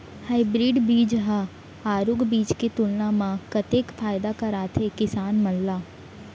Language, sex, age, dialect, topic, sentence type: Chhattisgarhi, female, 18-24, Central, agriculture, question